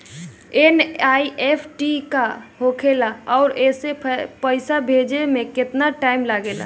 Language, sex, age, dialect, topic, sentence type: Bhojpuri, female, <18, Southern / Standard, banking, question